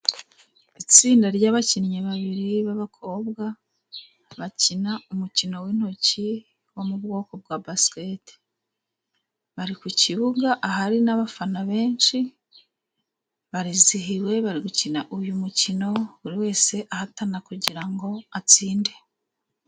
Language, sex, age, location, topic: Kinyarwanda, female, 36-49, Musanze, government